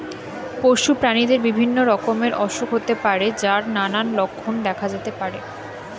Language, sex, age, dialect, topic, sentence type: Bengali, female, 25-30, Standard Colloquial, agriculture, statement